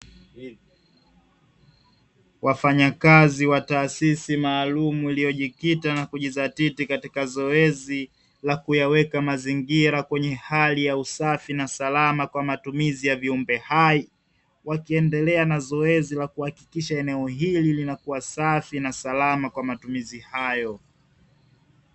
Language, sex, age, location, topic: Swahili, male, 25-35, Dar es Salaam, government